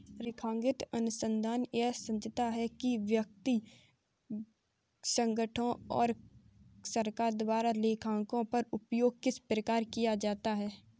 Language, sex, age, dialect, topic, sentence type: Hindi, female, 46-50, Kanauji Braj Bhasha, banking, statement